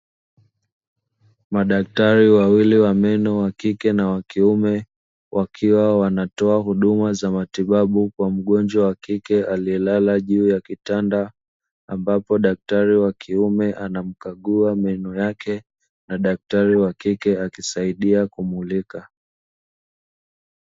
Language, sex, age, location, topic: Swahili, male, 25-35, Dar es Salaam, health